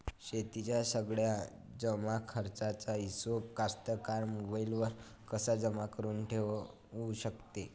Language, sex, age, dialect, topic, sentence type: Marathi, male, 25-30, Varhadi, agriculture, question